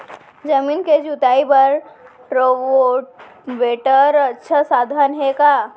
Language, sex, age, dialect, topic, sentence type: Chhattisgarhi, female, 18-24, Central, agriculture, question